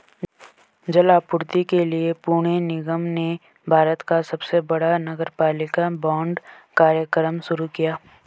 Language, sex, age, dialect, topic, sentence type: Hindi, female, 18-24, Garhwali, banking, statement